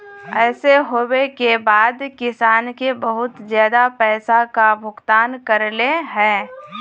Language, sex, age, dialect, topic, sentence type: Magahi, female, 18-24, Northeastern/Surjapuri, agriculture, question